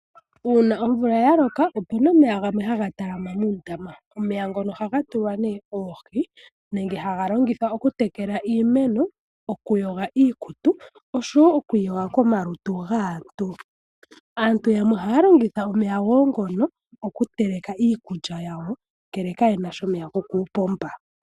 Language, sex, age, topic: Oshiwambo, female, 18-24, agriculture